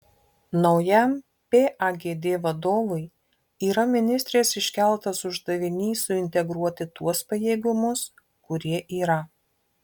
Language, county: Lithuanian, Marijampolė